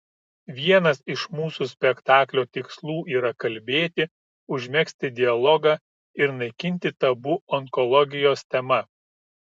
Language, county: Lithuanian, Kaunas